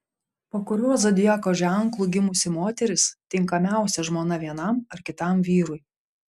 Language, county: Lithuanian, Panevėžys